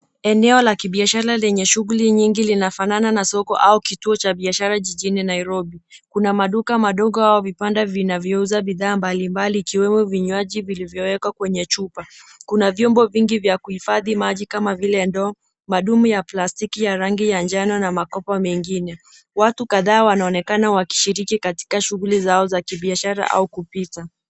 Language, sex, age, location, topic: Swahili, female, 18-24, Nairobi, finance